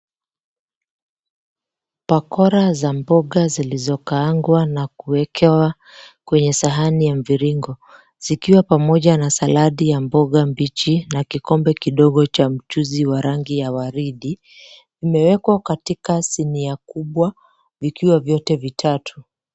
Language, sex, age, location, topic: Swahili, female, 25-35, Mombasa, agriculture